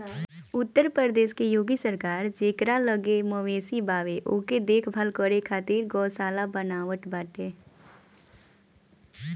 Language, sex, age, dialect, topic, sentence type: Bhojpuri, female, <18, Northern, agriculture, statement